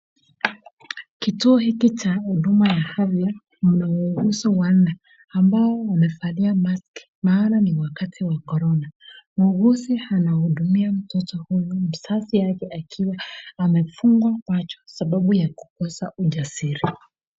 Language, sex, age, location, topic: Swahili, female, 25-35, Nakuru, health